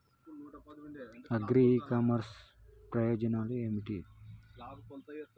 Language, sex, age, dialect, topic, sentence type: Telugu, male, 31-35, Telangana, agriculture, question